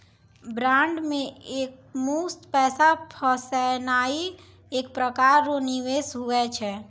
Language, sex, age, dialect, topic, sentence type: Maithili, female, 60-100, Angika, banking, statement